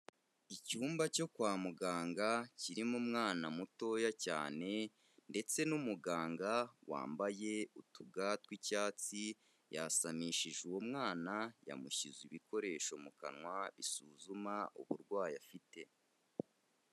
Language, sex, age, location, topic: Kinyarwanda, male, 25-35, Kigali, health